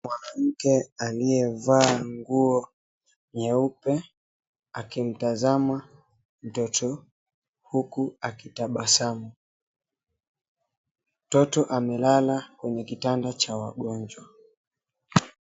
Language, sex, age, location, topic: Swahili, male, 25-35, Mombasa, health